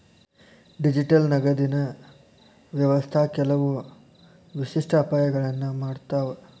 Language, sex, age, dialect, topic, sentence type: Kannada, male, 18-24, Dharwad Kannada, banking, statement